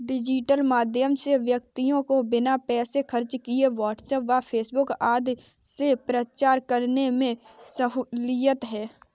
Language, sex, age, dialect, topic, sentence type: Hindi, female, 18-24, Kanauji Braj Bhasha, banking, statement